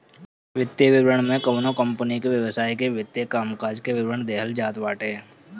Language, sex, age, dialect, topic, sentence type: Bhojpuri, male, 25-30, Northern, banking, statement